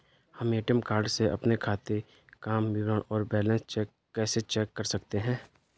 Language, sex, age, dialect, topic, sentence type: Hindi, male, 25-30, Garhwali, banking, question